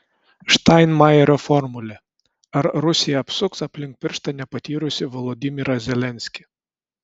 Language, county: Lithuanian, Kaunas